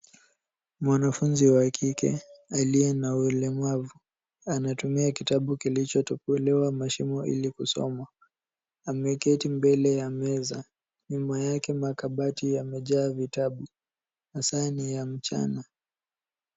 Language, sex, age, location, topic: Swahili, male, 18-24, Nairobi, education